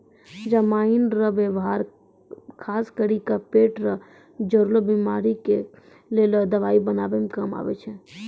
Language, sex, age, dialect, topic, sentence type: Maithili, female, 36-40, Angika, agriculture, statement